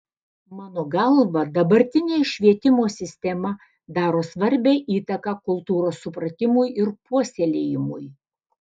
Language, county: Lithuanian, Alytus